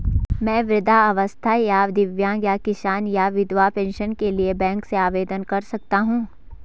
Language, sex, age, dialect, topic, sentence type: Hindi, female, 18-24, Garhwali, banking, question